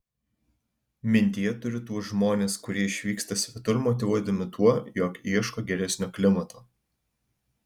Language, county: Lithuanian, Alytus